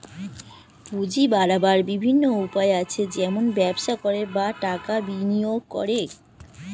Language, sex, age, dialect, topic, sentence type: Bengali, female, 25-30, Standard Colloquial, banking, statement